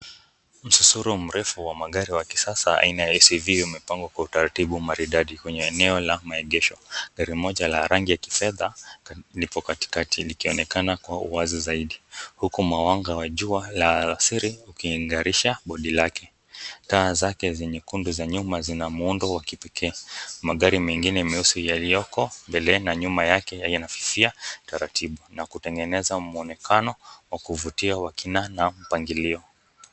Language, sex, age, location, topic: Swahili, male, 18-24, Nakuru, finance